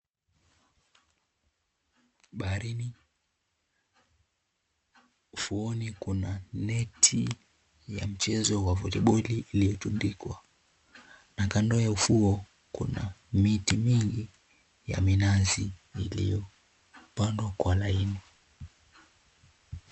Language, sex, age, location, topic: Swahili, male, 18-24, Mombasa, government